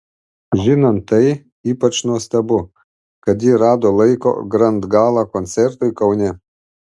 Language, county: Lithuanian, Panevėžys